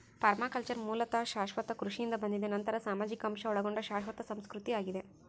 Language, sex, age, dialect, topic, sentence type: Kannada, female, 18-24, Central, agriculture, statement